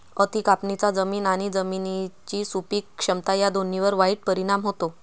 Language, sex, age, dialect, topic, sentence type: Marathi, female, 25-30, Varhadi, agriculture, statement